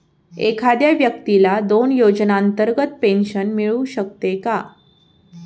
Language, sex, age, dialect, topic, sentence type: Marathi, female, 18-24, Standard Marathi, banking, statement